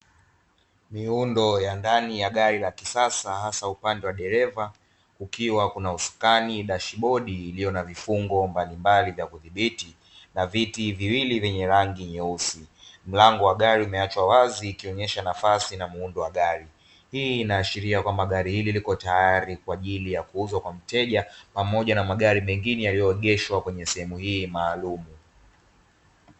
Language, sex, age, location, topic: Swahili, male, 25-35, Dar es Salaam, finance